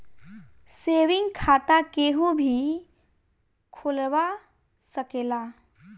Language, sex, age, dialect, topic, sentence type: Bhojpuri, female, 18-24, Southern / Standard, banking, statement